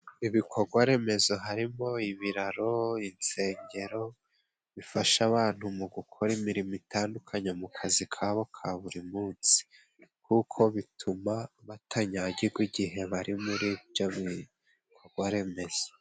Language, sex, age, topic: Kinyarwanda, male, 25-35, government